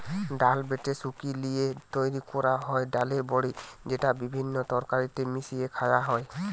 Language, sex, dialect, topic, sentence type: Bengali, male, Western, agriculture, statement